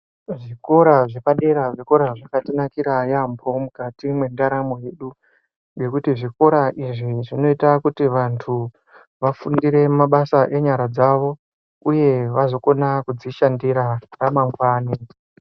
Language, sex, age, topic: Ndau, male, 25-35, education